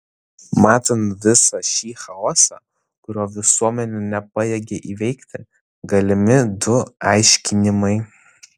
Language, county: Lithuanian, Vilnius